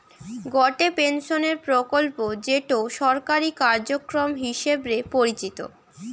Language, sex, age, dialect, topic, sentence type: Bengali, female, <18, Western, banking, statement